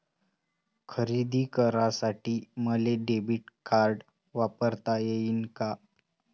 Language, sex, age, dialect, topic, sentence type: Marathi, male, 18-24, Varhadi, banking, question